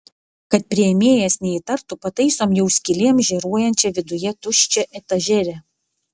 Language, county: Lithuanian, Vilnius